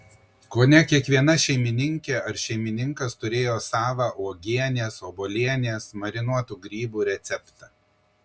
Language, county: Lithuanian, Kaunas